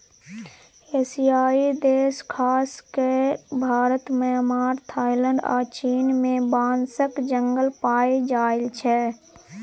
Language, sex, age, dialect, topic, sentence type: Maithili, female, 25-30, Bajjika, agriculture, statement